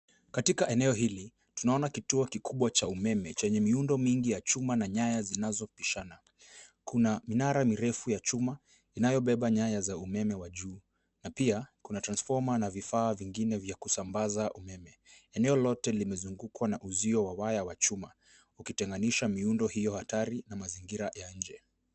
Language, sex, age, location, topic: Swahili, male, 18-24, Nairobi, government